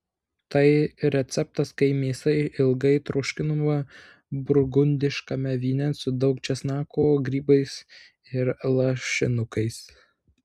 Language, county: Lithuanian, Vilnius